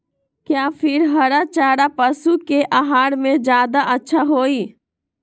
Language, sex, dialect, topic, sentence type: Magahi, female, Western, agriculture, question